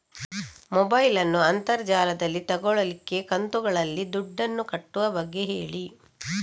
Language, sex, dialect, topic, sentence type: Kannada, female, Coastal/Dakshin, banking, question